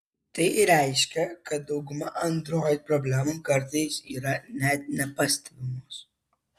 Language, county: Lithuanian, Vilnius